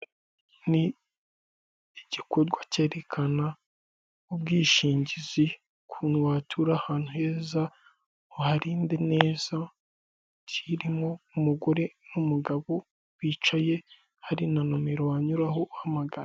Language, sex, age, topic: Kinyarwanda, male, 25-35, finance